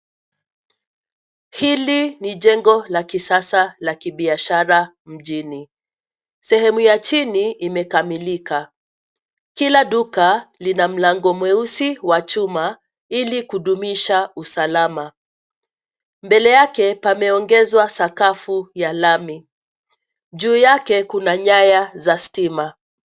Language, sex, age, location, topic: Swahili, female, 50+, Nairobi, finance